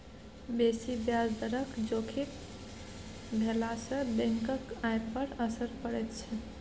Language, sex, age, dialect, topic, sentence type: Maithili, female, 25-30, Bajjika, banking, statement